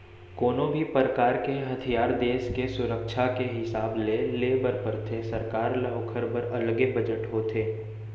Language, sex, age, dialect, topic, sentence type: Chhattisgarhi, male, 18-24, Central, banking, statement